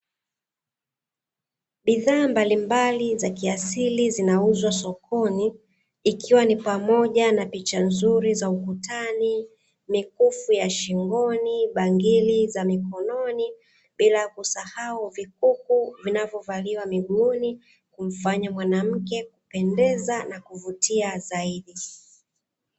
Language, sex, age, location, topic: Swahili, female, 36-49, Dar es Salaam, finance